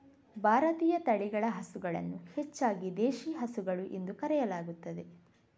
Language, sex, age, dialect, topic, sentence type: Kannada, female, 31-35, Coastal/Dakshin, agriculture, statement